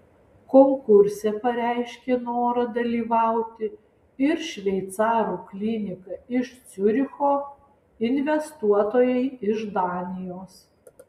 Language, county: Lithuanian, Alytus